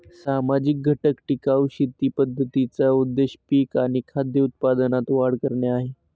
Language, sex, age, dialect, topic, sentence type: Marathi, male, 18-24, Northern Konkan, agriculture, statement